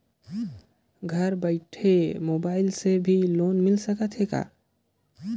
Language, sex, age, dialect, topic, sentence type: Chhattisgarhi, male, 18-24, Northern/Bhandar, banking, question